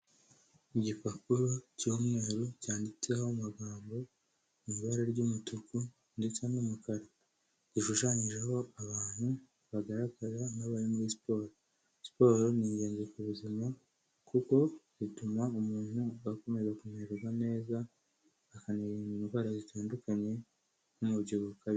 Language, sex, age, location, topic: Kinyarwanda, male, 18-24, Kigali, health